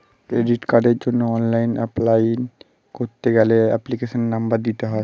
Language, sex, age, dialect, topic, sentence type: Bengali, male, 18-24, Standard Colloquial, banking, statement